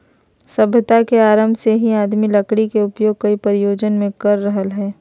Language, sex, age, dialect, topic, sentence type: Magahi, female, 31-35, Southern, agriculture, statement